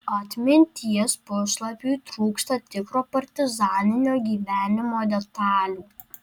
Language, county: Lithuanian, Alytus